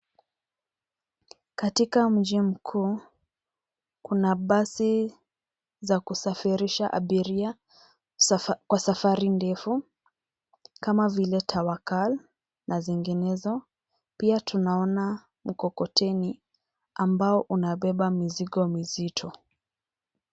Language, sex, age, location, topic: Swahili, female, 25-35, Nairobi, government